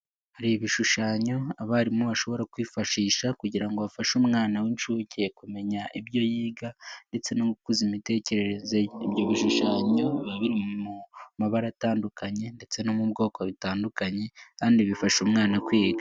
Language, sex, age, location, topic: Kinyarwanda, male, 18-24, Nyagatare, education